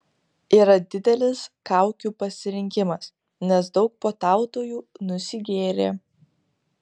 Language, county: Lithuanian, Kaunas